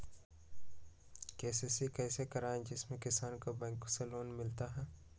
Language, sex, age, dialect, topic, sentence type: Magahi, male, 60-100, Western, agriculture, question